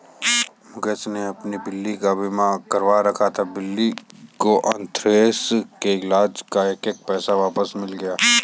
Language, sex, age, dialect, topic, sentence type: Hindi, male, 18-24, Kanauji Braj Bhasha, banking, statement